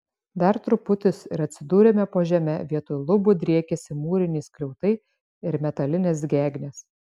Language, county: Lithuanian, Šiauliai